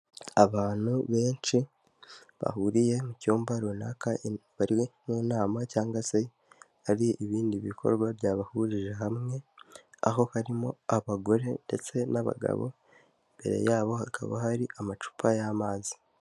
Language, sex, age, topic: Kinyarwanda, male, 18-24, health